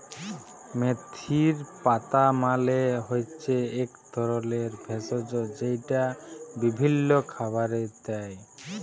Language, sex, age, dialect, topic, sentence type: Bengali, male, 25-30, Jharkhandi, agriculture, statement